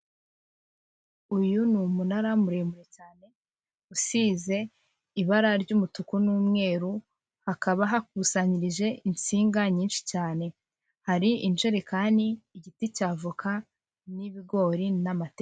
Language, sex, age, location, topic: Kinyarwanda, female, 25-35, Kigali, government